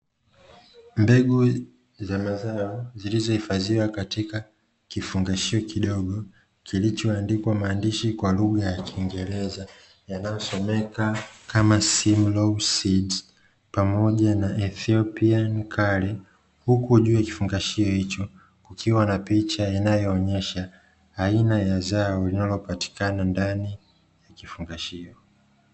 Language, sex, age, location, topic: Swahili, male, 25-35, Dar es Salaam, agriculture